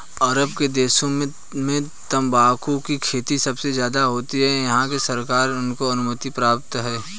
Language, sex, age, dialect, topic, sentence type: Hindi, male, 18-24, Hindustani Malvi Khadi Boli, agriculture, statement